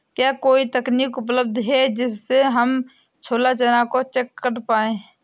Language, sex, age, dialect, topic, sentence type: Hindi, female, 18-24, Awadhi Bundeli, agriculture, question